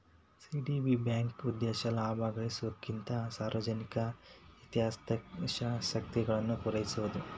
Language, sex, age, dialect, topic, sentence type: Kannada, male, 18-24, Dharwad Kannada, banking, statement